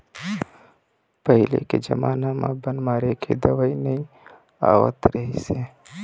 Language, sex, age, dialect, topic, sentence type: Chhattisgarhi, male, 25-30, Eastern, agriculture, statement